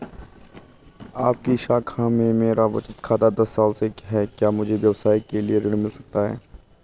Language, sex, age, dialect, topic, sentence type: Hindi, male, 18-24, Garhwali, banking, question